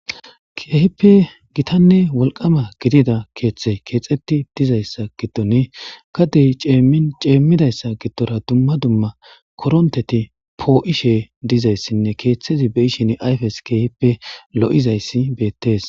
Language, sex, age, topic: Gamo, male, 25-35, government